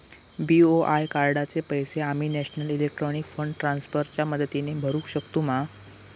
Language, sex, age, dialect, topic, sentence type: Marathi, male, 18-24, Southern Konkan, banking, question